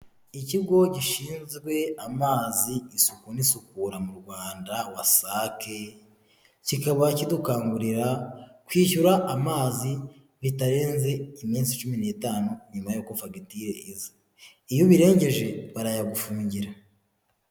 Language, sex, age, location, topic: Kinyarwanda, male, 25-35, Huye, health